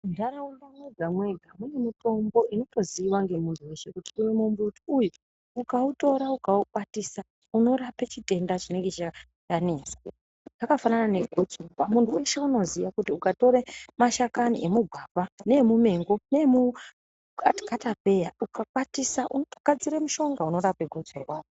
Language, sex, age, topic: Ndau, female, 25-35, health